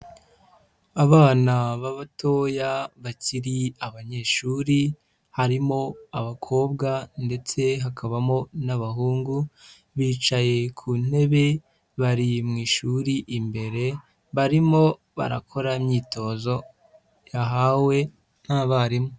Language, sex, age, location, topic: Kinyarwanda, male, 25-35, Huye, education